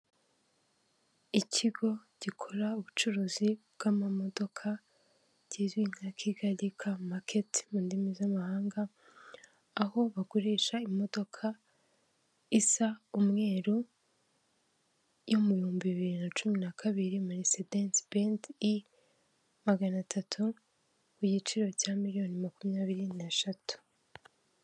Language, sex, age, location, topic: Kinyarwanda, female, 18-24, Kigali, finance